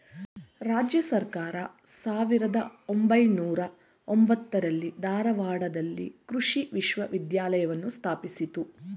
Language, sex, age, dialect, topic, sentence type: Kannada, female, 41-45, Mysore Kannada, agriculture, statement